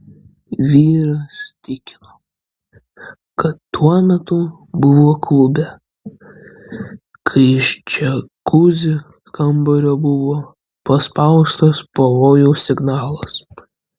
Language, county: Lithuanian, Klaipėda